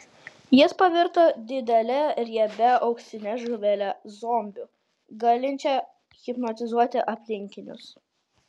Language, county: Lithuanian, Kaunas